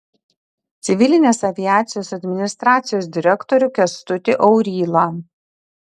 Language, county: Lithuanian, Šiauliai